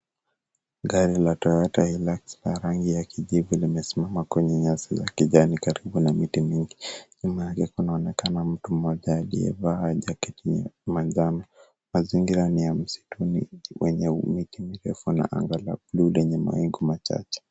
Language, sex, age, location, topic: Swahili, male, 18-24, Kisumu, finance